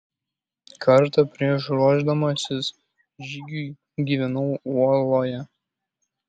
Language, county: Lithuanian, Kaunas